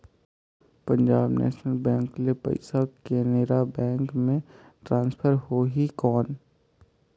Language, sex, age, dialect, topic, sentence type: Chhattisgarhi, male, 18-24, Northern/Bhandar, banking, question